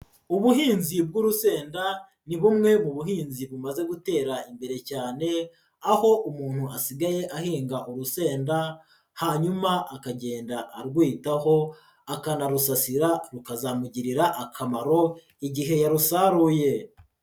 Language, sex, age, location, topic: Kinyarwanda, male, 36-49, Huye, agriculture